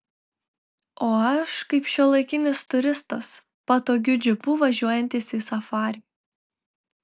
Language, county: Lithuanian, Telšiai